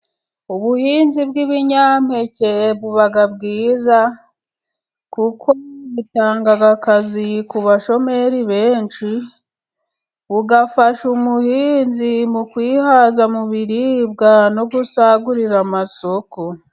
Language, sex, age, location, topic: Kinyarwanda, female, 25-35, Musanze, agriculture